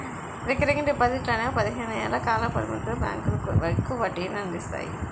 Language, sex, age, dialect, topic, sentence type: Telugu, female, 36-40, Utterandhra, banking, statement